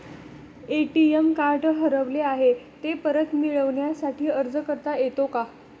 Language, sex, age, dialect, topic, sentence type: Marathi, female, 25-30, Northern Konkan, banking, question